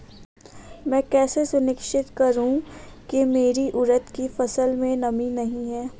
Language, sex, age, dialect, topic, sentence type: Hindi, female, 18-24, Awadhi Bundeli, agriculture, question